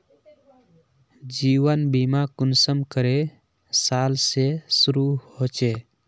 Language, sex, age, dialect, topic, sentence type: Magahi, male, 31-35, Northeastern/Surjapuri, banking, question